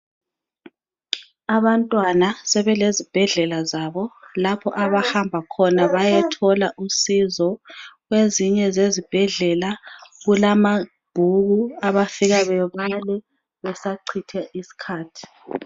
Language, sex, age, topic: North Ndebele, female, 25-35, health